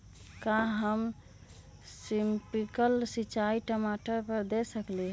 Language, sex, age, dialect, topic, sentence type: Magahi, female, 36-40, Western, agriculture, question